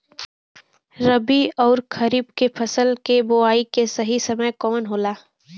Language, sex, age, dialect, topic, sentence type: Bhojpuri, female, 18-24, Western, agriculture, question